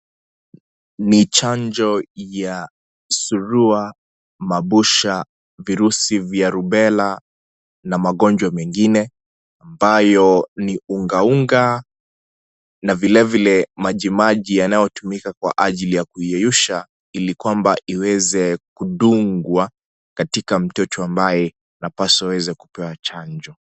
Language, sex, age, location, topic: Swahili, male, 25-35, Kisii, health